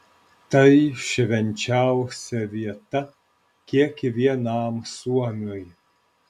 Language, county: Lithuanian, Alytus